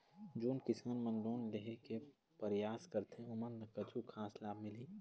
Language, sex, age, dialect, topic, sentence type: Chhattisgarhi, male, 18-24, Eastern, agriculture, statement